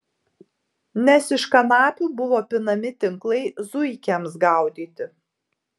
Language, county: Lithuanian, Tauragė